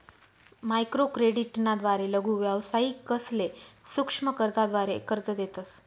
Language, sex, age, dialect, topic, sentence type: Marathi, female, 25-30, Northern Konkan, banking, statement